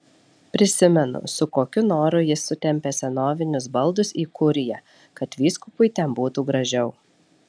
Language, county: Lithuanian, Alytus